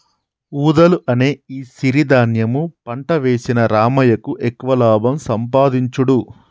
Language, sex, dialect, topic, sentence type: Telugu, male, Telangana, agriculture, statement